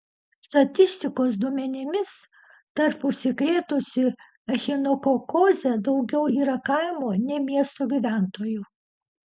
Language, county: Lithuanian, Utena